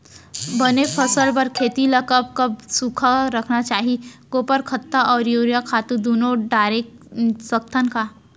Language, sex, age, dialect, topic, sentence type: Chhattisgarhi, female, 31-35, Central, agriculture, question